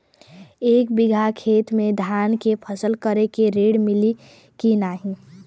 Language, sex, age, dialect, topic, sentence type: Bhojpuri, female, 31-35, Western, agriculture, question